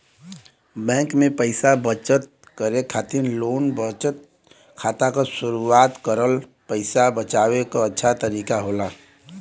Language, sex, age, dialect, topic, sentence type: Bhojpuri, male, 25-30, Western, banking, statement